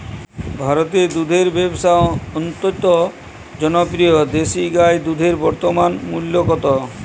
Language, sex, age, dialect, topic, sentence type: Bengali, female, 18-24, Jharkhandi, agriculture, question